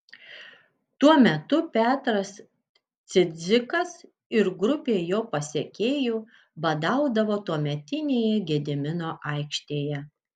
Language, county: Lithuanian, Kaunas